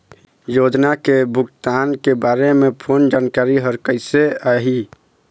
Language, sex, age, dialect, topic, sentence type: Chhattisgarhi, male, 46-50, Eastern, banking, question